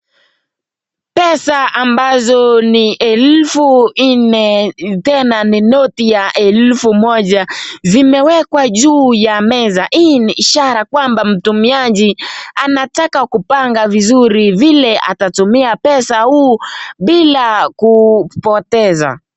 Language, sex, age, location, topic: Swahili, male, 18-24, Nakuru, finance